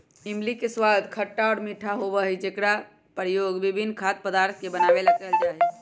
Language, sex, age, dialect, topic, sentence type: Magahi, female, 25-30, Western, agriculture, statement